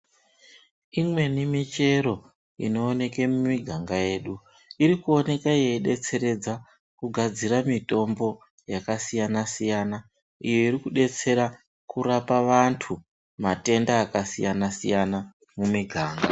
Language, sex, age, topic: Ndau, male, 36-49, health